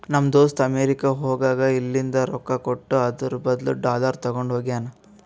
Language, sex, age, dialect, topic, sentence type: Kannada, male, 18-24, Northeastern, banking, statement